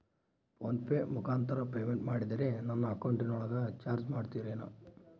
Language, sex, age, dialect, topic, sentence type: Kannada, male, 18-24, Central, banking, question